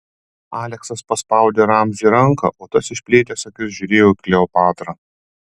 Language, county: Lithuanian, Panevėžys